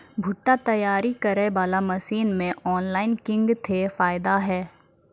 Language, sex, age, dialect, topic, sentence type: Maithili, female, 41-45, Angika, agriculture, question